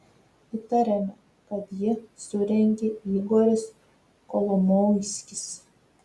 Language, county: Lithuanian, Telšiai